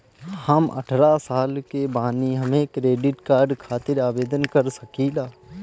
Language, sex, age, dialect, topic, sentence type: Bhojpuri, male, 18-24, Northern, banking, question